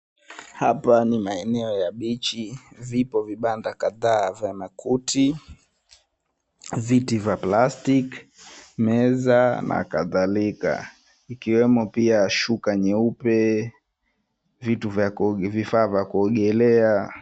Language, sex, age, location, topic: Swahili, male, 25-35, Mombasa, government